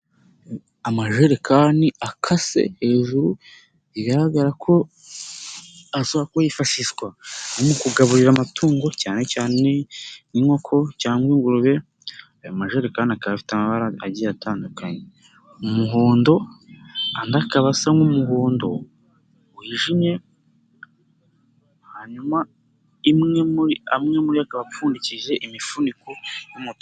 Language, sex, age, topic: Kinyarwanda, male, 18-24, agriculture